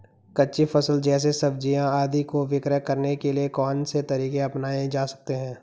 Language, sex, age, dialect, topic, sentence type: Hindi, male, 18-24, Garhwali, agriculture, question